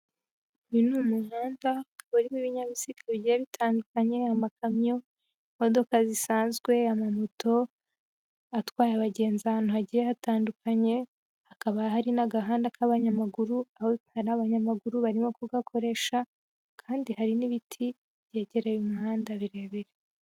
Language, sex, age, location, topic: Kinyarwanda, female, 18-24, Huye, government